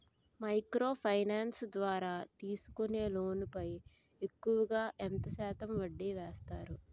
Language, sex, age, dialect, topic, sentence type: Telugu, female, 18-24, Utterandhra, banking, question